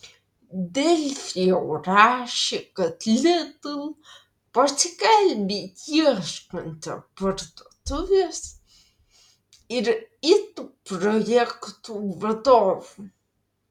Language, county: Lithuanian, Vilnius